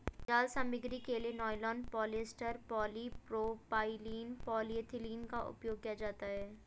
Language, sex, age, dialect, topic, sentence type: Hindi, female, 25-30, Hindustani Malvi Khadi Boli, agriculture, statement